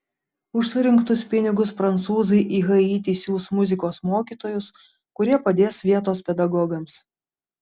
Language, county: Lithuanian, Panevėžys